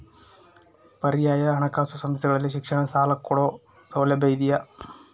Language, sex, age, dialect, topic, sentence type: Kannada, male, 31-35, Central, banking, question